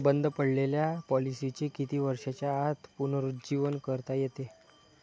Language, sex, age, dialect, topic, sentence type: Marathi, male, 25-30, Standard Marathi, banking, question